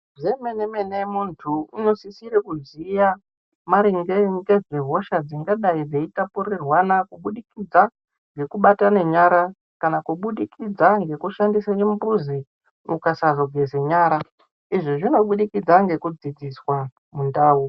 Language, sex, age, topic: Ndau, male, 18-24, health